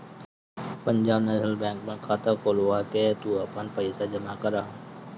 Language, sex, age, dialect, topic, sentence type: Bhojpuri, male, 25-30, Northern, banking, statement